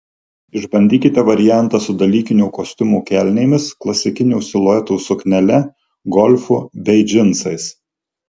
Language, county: Lithuanian, Marijampolė